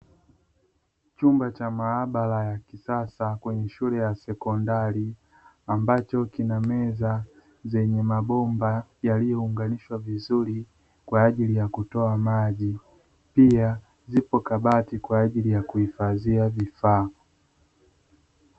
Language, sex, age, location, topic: Swahili, male, 25-35, Dar es Salaam, education